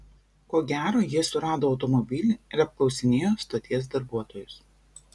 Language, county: Lithuanian, Vilnius